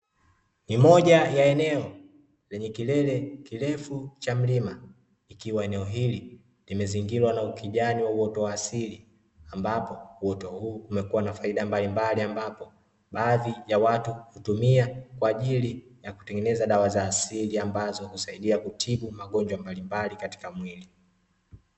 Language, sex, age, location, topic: Swahili, male, 25-35, Dar es Salaam, agriculture